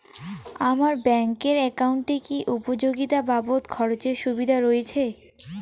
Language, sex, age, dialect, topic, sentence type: Bengali, female, 18-24, Rajbangshi, banking, question